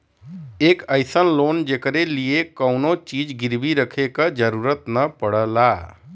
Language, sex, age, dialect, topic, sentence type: Bhojpuri, male, 31-35, Western, banking, statement